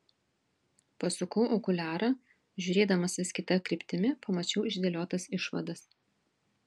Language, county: Lithuanian, Vilnius